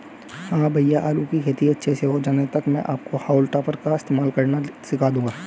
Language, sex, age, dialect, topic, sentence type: Hindi, male, 18-24, Hindustani Malvi Khadi Boli, agriculture, statement